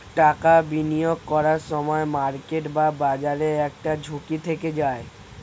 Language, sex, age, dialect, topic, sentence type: Bengali, male, 18-24, Standard Colloquial, banking, statement